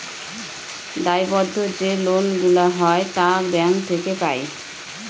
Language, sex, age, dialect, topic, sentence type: Bengali, female, 31-35, Northern/Varendri, banking, statement